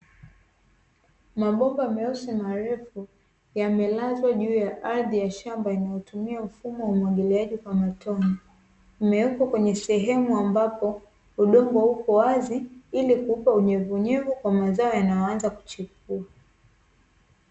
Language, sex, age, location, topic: Swahili, female, 18-24, Dar es Salaam, agriculture